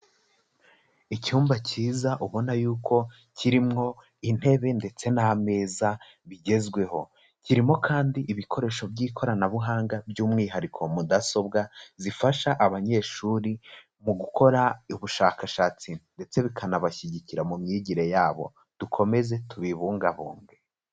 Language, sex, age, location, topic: Kinyarwanda, male, 18-24, Kigali, education